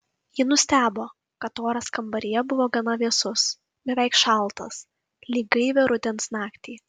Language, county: Lithuanian, Kaunas